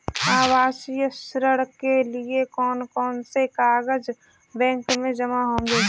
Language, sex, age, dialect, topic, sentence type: Hindi, female, 25-30, Kanauji Braj Bhasha, banking, question